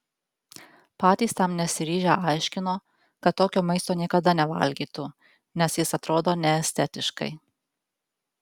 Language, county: Lithuanian, Alytus